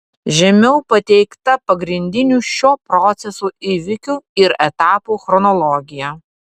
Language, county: Lithuanian, Vilnius